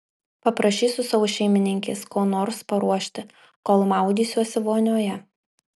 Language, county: Lithuanian, Marijampolė